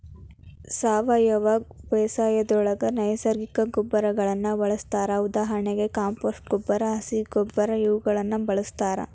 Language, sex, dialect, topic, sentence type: Kannada, female, Dharwad Kannada, agriculture, statement